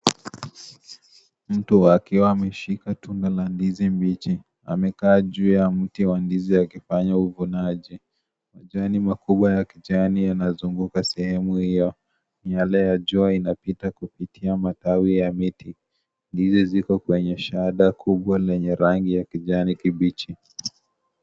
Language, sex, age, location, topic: Swahili, male, 25-35, Kisii, agriculture